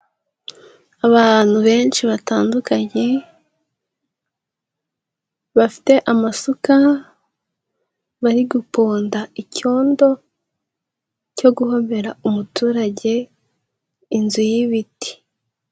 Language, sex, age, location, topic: Kinyarwanda, female, 18-24, Huye, agriculture